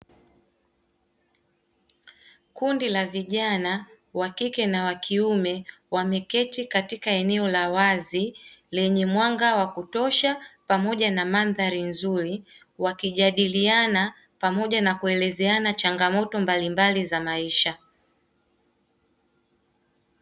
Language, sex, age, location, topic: Swahili, female, 18-24, Dar es Salaam, education